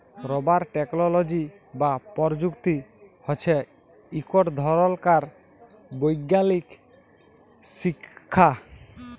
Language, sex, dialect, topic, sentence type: Bengali, male, Jharkhandi, agriculture, statement